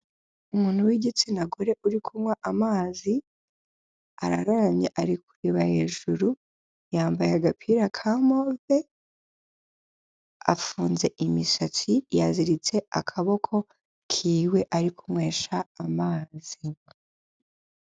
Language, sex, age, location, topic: Kinyarwanda, female, 25-35, Kigali, health